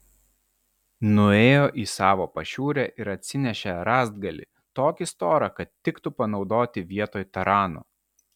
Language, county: Lithuanian, Vilnius